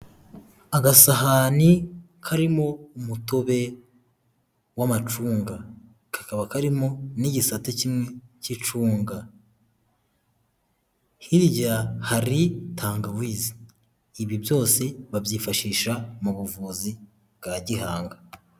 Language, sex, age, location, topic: Kinyarwanda, male, 18-24, Huye, health